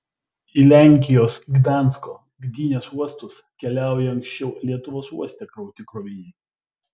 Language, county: Lithuanian, Vilnius